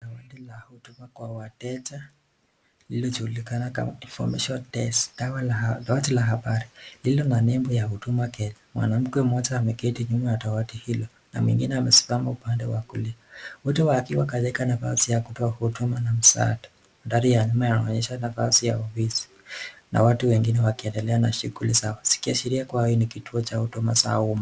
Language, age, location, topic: Swahili, 36-49, Nakuru, government